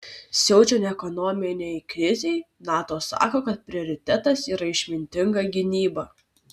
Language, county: Lithuanian, Vilnius